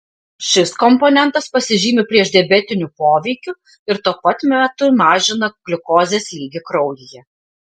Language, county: Lithuanian, Panevėžys